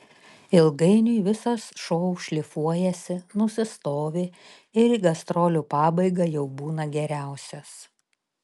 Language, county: Lithuanian, Telšiai